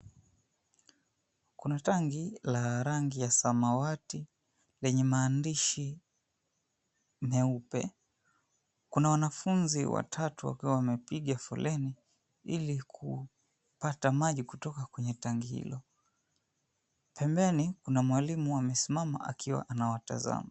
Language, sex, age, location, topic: Swahili, male, 25-35, Mombasa, health